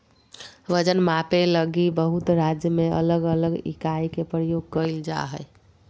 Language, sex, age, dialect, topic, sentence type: Magahi, female, 41-45, Southern, agriculture, statement